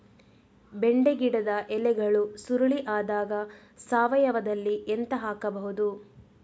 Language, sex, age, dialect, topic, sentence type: Kannada, female, 36-40, Coastal/Dakshin, agriculture, question